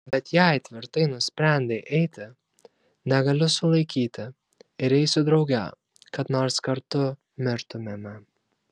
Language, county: Lithuanian, Kaunas